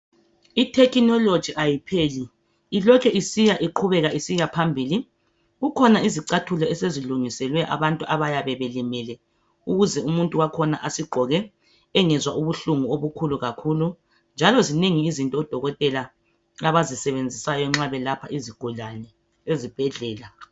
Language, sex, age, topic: North Ndebele, female, 25-35, health